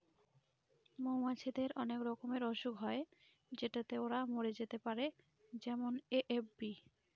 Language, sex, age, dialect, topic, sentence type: Bengali, female, 18-24, Northern/Varendri, agriculture, statement